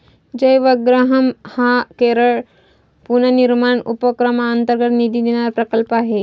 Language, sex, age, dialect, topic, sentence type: Marathi, female, 25-30, Varhadi, agriculture, statement